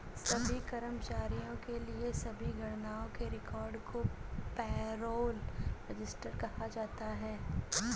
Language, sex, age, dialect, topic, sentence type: Hindi, female, 25-30, Awadhi Bundeli, banking, statement